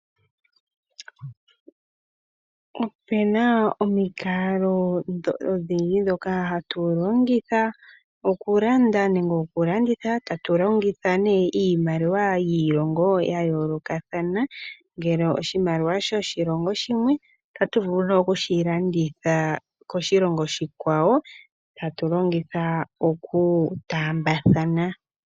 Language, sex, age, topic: Oshiwambo, female, 18-24, finance